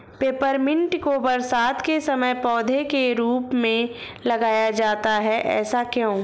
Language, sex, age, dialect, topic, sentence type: Hindi, female, 25-30, Awadhi Bundeli, agriculture, question